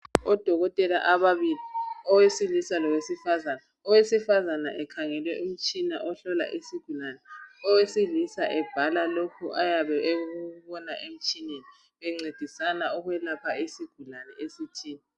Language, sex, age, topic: North Ndebele, female, 25-35, health